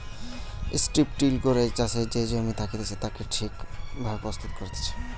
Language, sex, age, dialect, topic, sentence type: Bengali, male, 18-24, Western, agriculture, statement